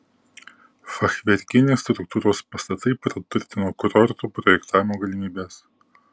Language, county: Lithuanian, Kaunas